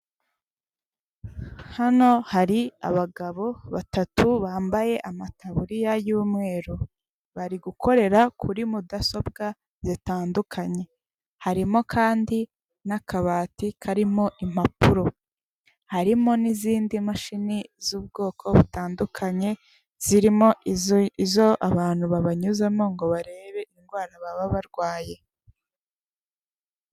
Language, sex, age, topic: Kinyarwanda, female, 18-24, government